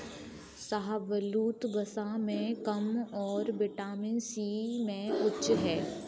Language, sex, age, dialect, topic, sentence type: Hindi, female, 36-40, Kanauji Braj Bhasha, agriculture, statement